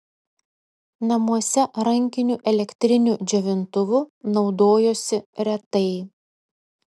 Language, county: Lithuanian, Kaunas